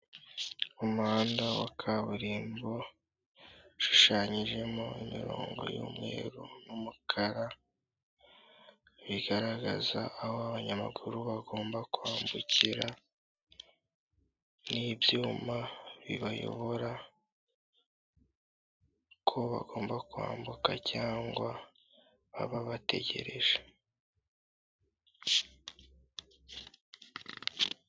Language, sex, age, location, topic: Kinyarwanda, male, 18-24, Kigali, government